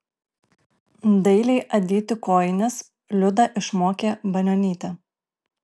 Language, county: Lithuanian, Alytus